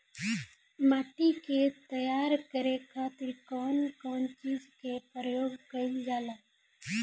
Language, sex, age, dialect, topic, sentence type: Bhojpuri, female, 18-24, Southern / Standard, agriculture, question